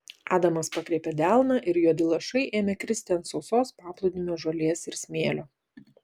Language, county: Lithuanian, Vilnius